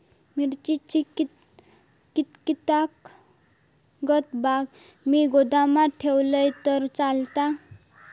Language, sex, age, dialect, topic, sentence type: Marathi, female, 41-45, Southern Konkan, agriculture, question